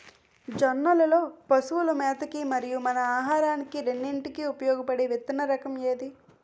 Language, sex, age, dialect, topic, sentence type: Telugu, female, 18-24, Utterandhra, agriculture, question